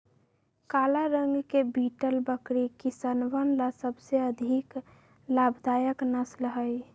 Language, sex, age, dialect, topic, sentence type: Magahi, female, 41-45, Western, agriculture, statement